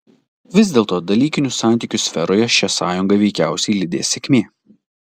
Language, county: Lithuanian, Telšiai